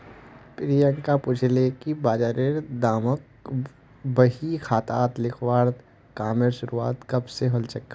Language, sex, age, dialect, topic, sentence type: Magahi, male, 46-50, Northeastern/Surjapuri, banking, statement